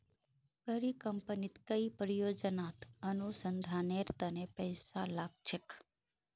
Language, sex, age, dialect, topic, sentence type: Magahi, female, 51-55, Northeastern/Surjapuri, banking, statement